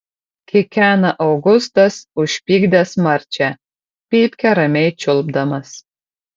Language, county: Lithuanian, Kaunas